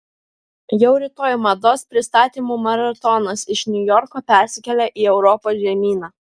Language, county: Lithuanian, Vilnius